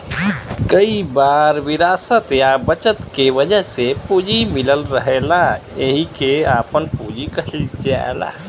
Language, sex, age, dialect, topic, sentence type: Bhojpuri, male, 25-30, Western, banking, statement